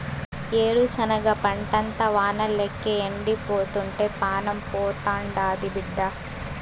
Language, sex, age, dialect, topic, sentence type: Telugu, female, 18-24, Southern, agriculture, statement